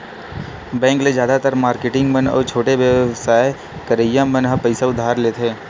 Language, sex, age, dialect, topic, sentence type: Chhattisgarhi, male, 18-24, Western/Budati/Khatahi, banking, statement